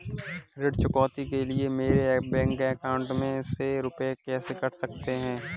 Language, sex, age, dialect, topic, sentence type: Hindi, male, 18-24, Kanauji Braj Bhasha, banking, question